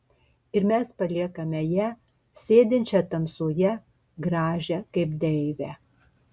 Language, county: Lithuanian, Marijampolė